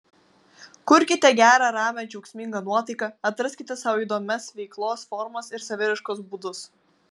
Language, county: Lithuanian, Vilnius